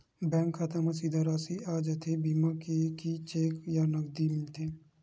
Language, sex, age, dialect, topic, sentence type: Chhattisgarhi, male, 46-50, Western/Budati/Khatahi, banking, question